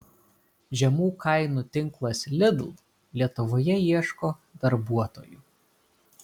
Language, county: Lithuanian, Kaunas